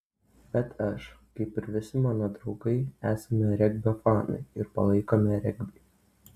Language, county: Lithuanian, Utena